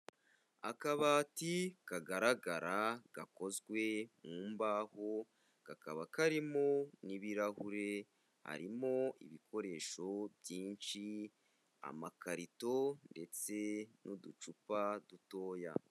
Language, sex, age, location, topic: Kinyarwanda, male, 25-35, Kigali, agriculture